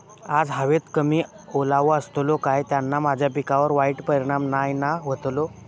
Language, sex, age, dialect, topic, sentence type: Marathi, male, 18-24, Southern Konkan, agriculture, question